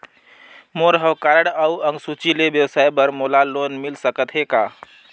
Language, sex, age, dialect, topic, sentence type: Chhattisgarhi, male, 25-30, Northern/Bhandar, banking, question